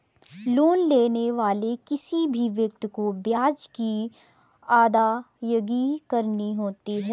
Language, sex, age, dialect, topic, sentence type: Hindi, female, 18-24, Awadhi Bundeli, banking, statement